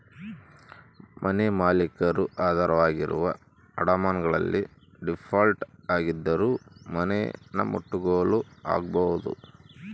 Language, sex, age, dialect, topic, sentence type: Kannada, male, 31-35, Central, banking, statement